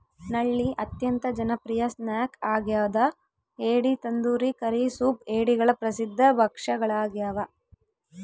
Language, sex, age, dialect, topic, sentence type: Kannada, female, 18-24, Central, agriculture, statement